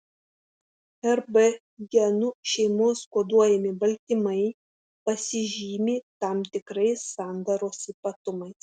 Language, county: Lithuanian, Šiauliai